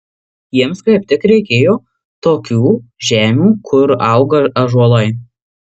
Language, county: Lithuanian, Marijampolė